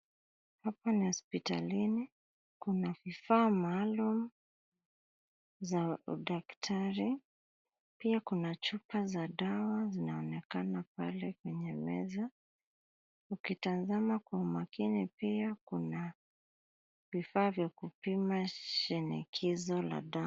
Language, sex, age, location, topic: Swahili, female, 25-35, Nairobi, health